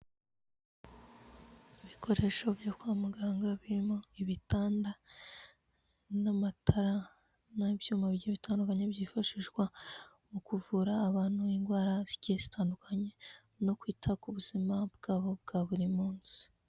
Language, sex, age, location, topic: Kinyarwanda, female, 18-24, Kigali, health